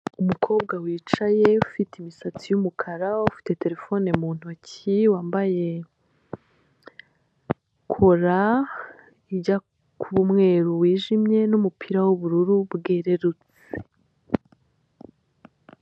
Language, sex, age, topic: Kinyarwanda, female, 25-35, finance